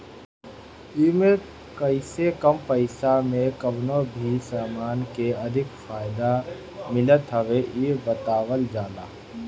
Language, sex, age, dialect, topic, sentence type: Bhojpuri, male, 31-35, Northern, banking, statement